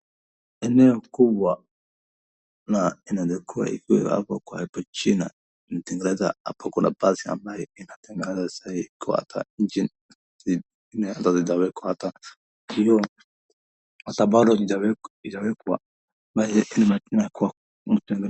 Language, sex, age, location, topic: Swahili, male, 18-24, Wajir, finance